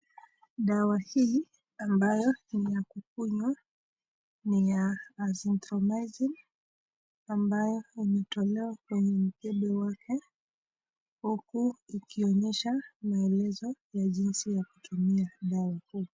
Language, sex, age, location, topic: Swahili, female, 25-35, Nakuru, health